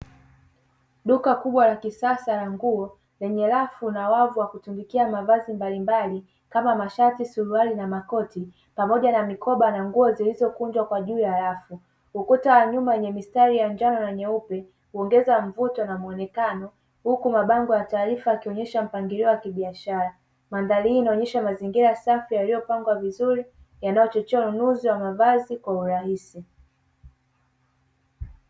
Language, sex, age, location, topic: Swahili, male, 18-24, Dar es Salaam, finance